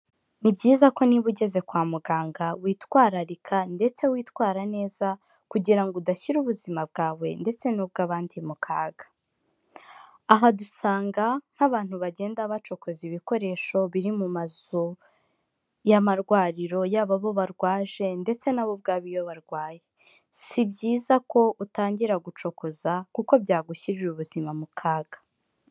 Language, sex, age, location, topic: Kinyarwanda, female, 25-35, Kigali, health